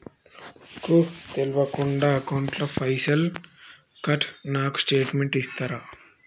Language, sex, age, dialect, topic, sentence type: Telugu, male, 18-24, Telangana, banking, question